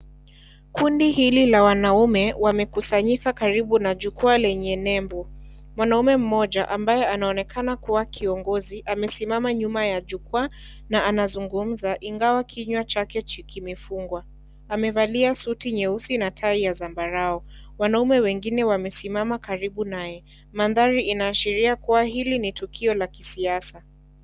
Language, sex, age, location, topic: Swahili, female, 18-24, Kisii, government